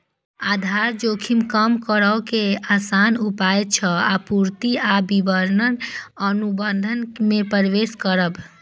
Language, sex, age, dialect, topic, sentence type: Maithili, female, 25-30, Eastern / Thethi, banking, statement